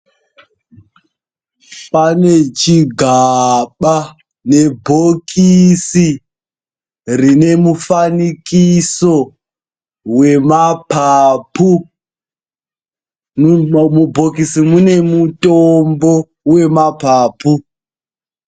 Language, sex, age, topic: Ndau, male, 18-24, health